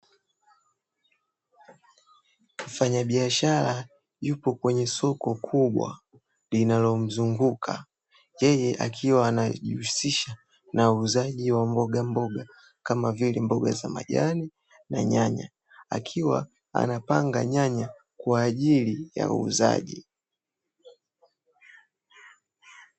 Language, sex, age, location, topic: Swahili, female, 18-24, Dar es Salaam, finance